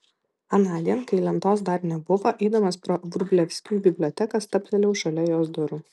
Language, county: Lithuanian, Vilnius